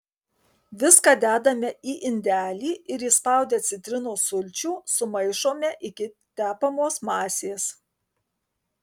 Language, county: Lithuanian, Kaunas